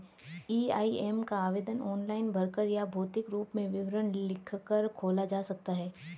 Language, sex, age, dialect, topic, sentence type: Hindi, female, 31-35, Hindustani Malvi Khadi Boli, banking, statement